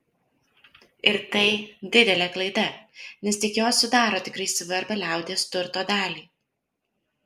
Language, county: Lithuanian, Kaunas